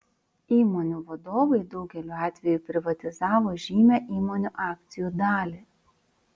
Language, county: Lithuanian, Vilnius